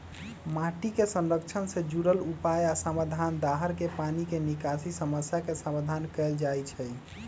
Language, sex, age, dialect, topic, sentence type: Magahi, male, 18-24, Western, agriculture, statement